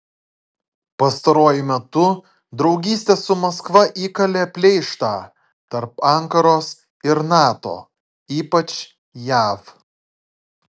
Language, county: Lithuanian, Klaipėda